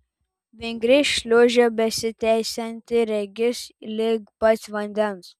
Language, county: Lithuanian, Telšiai